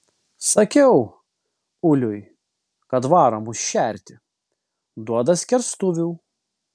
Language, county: Lithuanian, Vilnius